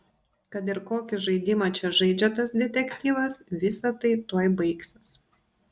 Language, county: Lithuanian, Panevėžys